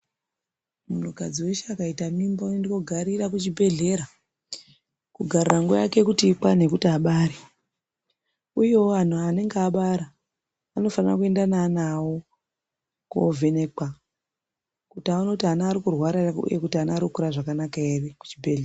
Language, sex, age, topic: Ndau, female, 36-49, health